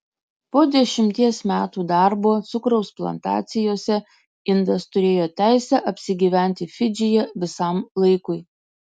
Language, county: Lithuanian, Kaunas